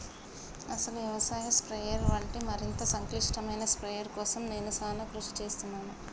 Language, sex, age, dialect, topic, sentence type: Telugu, female, 25-30, Telangana, agriculture, statement